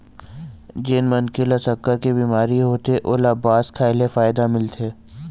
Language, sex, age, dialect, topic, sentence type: Chhattisgarhi, male, 46-50, Eastern, agriculture, statement